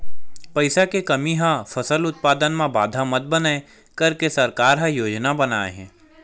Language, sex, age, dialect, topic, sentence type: Chhattisgarhi, male, 18-24, Western/Budati/Khatahi, agriculture, question